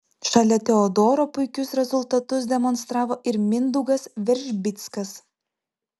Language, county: Lithuanian, Vilnius